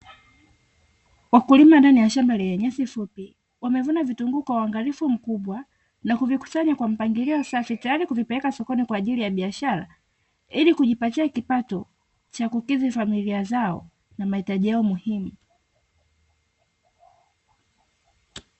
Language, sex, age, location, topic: Swahili, female, 25-35, Dar es Salaam, agriculture